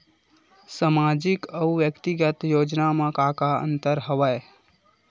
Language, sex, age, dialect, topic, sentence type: Chhattisgarhi, male, 18-24, Western/Budati/Khatahi, banking, question